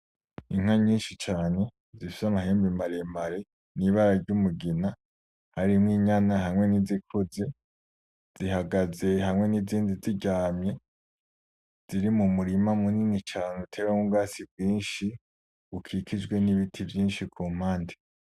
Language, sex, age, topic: Rundi, male, 18-24, agriculture